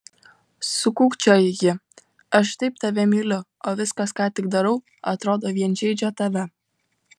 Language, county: Lithuanian, Utena